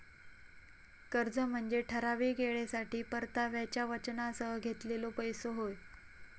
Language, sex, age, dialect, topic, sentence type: Marathi, female, 25-30, Southern Konkan, banking, statement